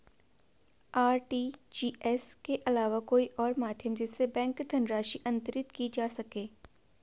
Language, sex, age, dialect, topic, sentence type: Hindi, female, 18-24, Garhwali, banking, question